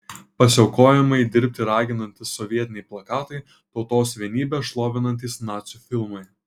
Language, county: Lithuanian, Kaunas